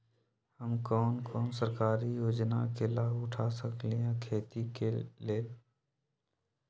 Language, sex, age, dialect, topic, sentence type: Magahi, male, 18-24, Western, agriculture, question